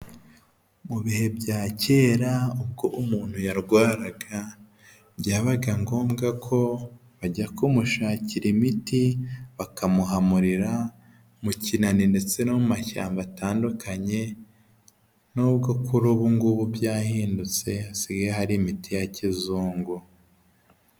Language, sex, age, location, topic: Kinyarwanda, male, 25-35, Huye, health